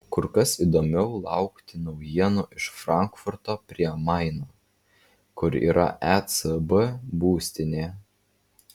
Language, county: Lithuanian, Vilnius